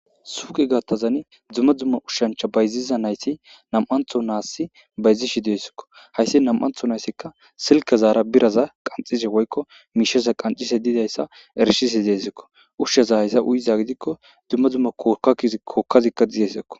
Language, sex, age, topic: Gamo, male, 25-35, government